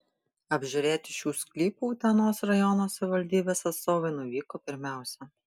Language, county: Lithuanian, Panevėžys